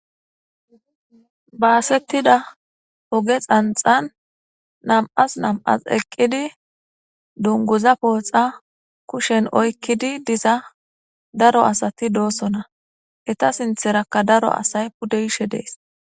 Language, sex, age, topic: Gamo, female, 18-24, government